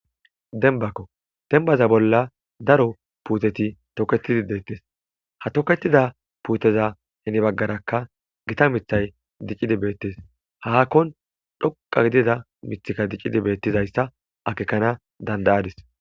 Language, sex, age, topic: Gamo, male, 18-24, agriculture